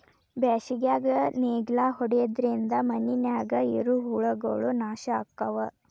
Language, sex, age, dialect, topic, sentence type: Kannada, female, 18-24, Dharwad Kannada, agriculture, statement